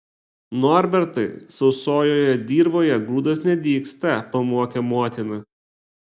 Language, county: Lithuanian, Klaipėda